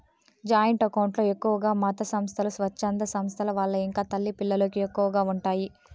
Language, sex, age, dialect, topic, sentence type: Telugu, female, 18-24, Southern, banking, statement